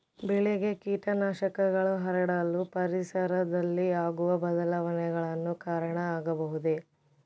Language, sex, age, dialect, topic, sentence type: Kannada, female, 18-24, Central, agriculture, question